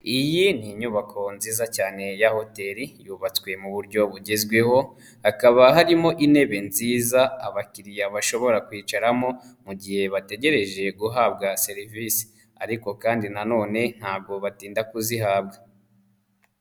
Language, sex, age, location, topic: Kinyarwanda, female, 25-35, Nyagatare, finance